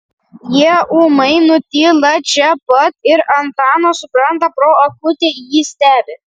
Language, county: Lithuanian, Vilnius